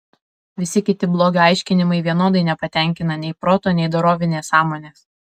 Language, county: Lithuanian, Alytus